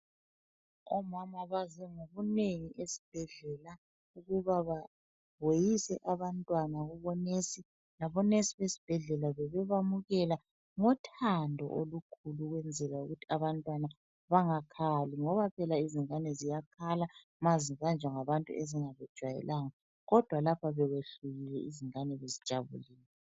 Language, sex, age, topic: North Ndebele, female, 36-49, health